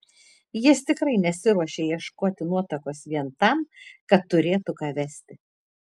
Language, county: Lithuanian, Tauragė